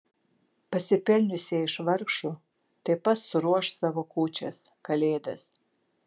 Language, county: Lithuanian, Kaunas